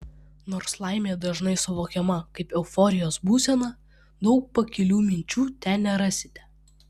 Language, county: Lithuanian, Vilnius